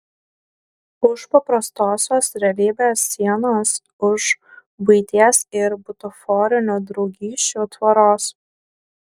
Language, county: Lithuanian, Klaipėda